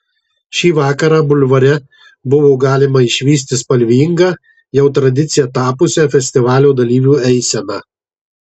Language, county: Lithuanian, Marijampolė